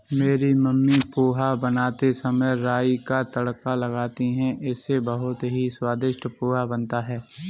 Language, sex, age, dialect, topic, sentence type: Hindi, male, 36-40, Kanauji Braj Bhasha, agriculture, statement